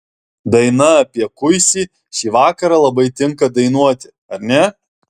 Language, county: Lithuanian, Alytus